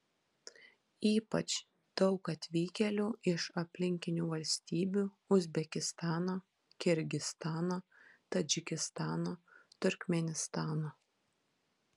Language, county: Lithuanian, Kaunas